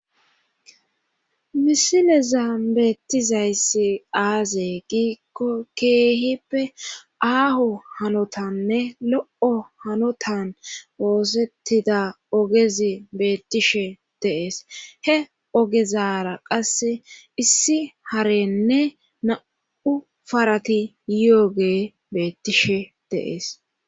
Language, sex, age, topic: Gamo, female, 25-35, government